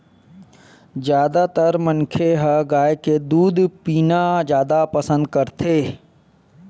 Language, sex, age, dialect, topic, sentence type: Chhattisgarhi, male, 25-30, Western/Budati/Khatahi, agriculture, statement